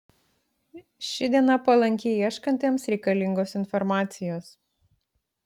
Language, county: Lithuanian, Klaipėda